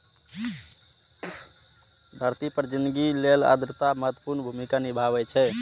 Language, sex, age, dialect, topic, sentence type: Maithili, male, 18-24, Eastern / Thethi, agriculture, statement